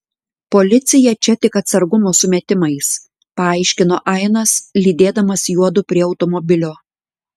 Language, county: Lithuanian, Klaipėda